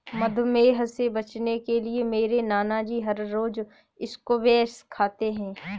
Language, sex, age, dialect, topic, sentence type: Hindi, female, 18-24, Kanauji Braj Bhasha, agriculture, statement